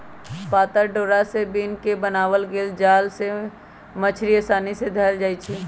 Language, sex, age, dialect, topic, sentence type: Magahi, female, 25-30, Western, agriculture, statement